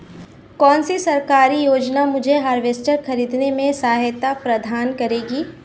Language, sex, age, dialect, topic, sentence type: Hindi, female, 25-30, Awadhi Bundeli, agriculture, question